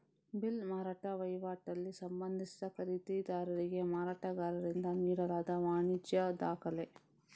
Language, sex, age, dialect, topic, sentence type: Kannada, female, 31-35, Coastal/Dakshin, banking, statement